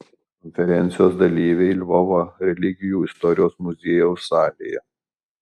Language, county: Lithuanian, Alytus